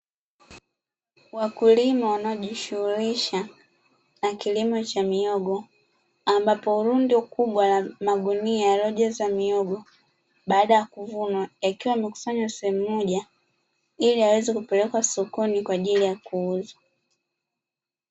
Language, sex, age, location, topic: Swahili, female, 25-35, Dar es Salaam, agriculture